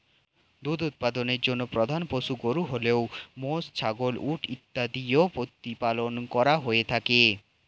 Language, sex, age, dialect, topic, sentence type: Bengali, male, 18-24, Standard Colloquial, agriculture, statement